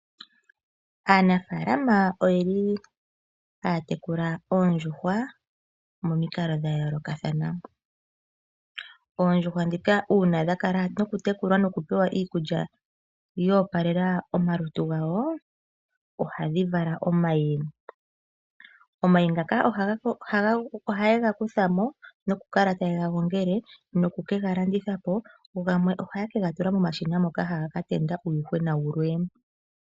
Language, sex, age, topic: Oshiwambo, female, 25-35, agriculture